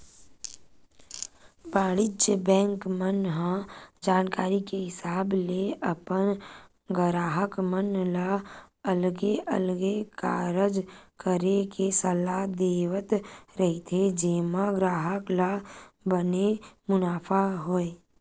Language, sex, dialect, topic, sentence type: Chhattisgarhi, female, Western/Budati/Khatahi, banking, statement